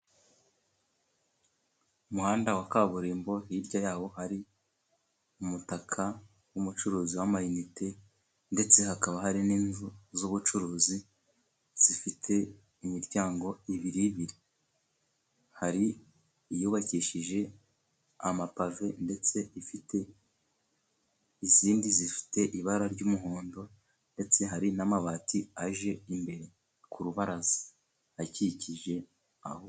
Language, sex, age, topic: Kinyarwanda, male, 18-24, finance